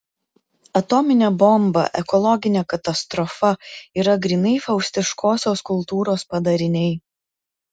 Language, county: Lithuanian, Klaipėda